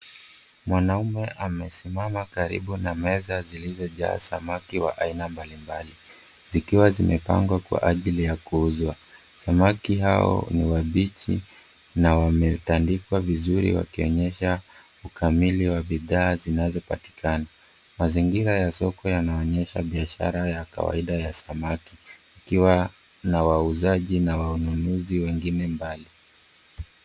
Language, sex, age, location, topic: Swahili, male, 18-24, Mombasa, agriculture